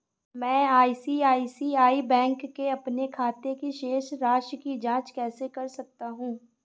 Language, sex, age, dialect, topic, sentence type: Hindi, female, 25-30, Awadhi Bundeli, banking, question